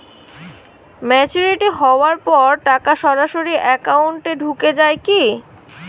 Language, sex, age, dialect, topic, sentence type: Bengali, female, 18-24, Rajbangshi, banking, question